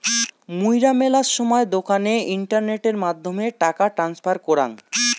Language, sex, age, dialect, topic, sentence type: Bengali, male, 25-30, Rajbangshi, banking, statement